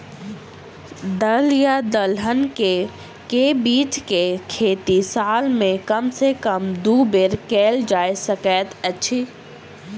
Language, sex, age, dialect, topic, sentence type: Maithili, female, 25-30, Southern/Standard, agriculture, question